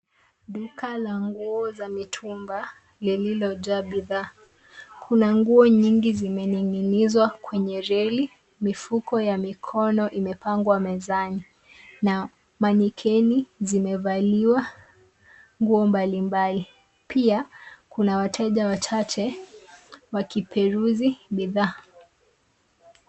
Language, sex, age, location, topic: Swahili, female, 25-35, Nairobi, finance